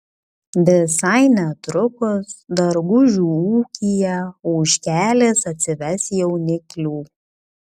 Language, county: Lithuanian, Kaunas